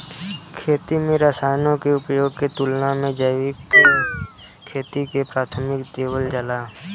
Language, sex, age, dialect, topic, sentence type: Bhojpuri, male, 18-24, Southern / Standard, agriculture, statement